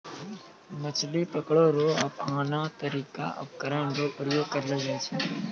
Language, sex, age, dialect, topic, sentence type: Maithili, male, 25-30, Angika, agriculture, statement